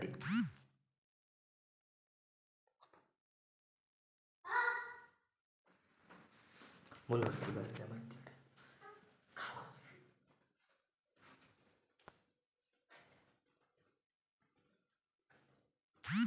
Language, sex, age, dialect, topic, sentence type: Kannada, female, 18-24, Coastal/Dakshin, agriculture, question